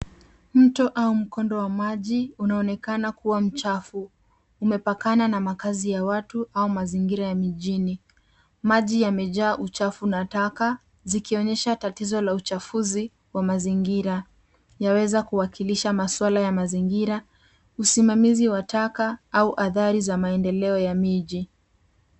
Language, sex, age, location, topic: Swahili, female, 18-24, Nairobi, government